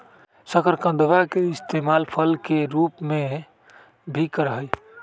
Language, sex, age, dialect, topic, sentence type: Magahi, male, 18-24, Western, agriculture, statement